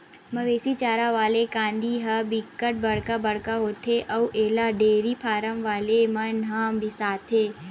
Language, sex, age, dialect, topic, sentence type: Chhattisgarhi, female, 60-100, Western/Budati/Khatahi, agriculture, statement